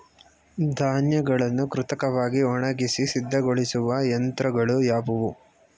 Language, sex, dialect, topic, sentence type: Kannada, male, Mysore Kannada, agriculture, question